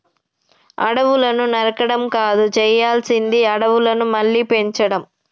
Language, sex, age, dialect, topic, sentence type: Telugu, female, 31-35, Telangana, agriculture, statement